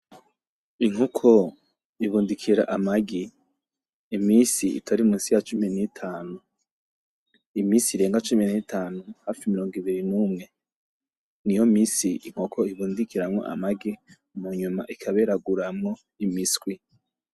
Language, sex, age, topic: Rundi, male, 25-35, agriculture